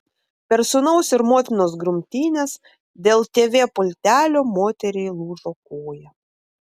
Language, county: Lithuanian, Vilnius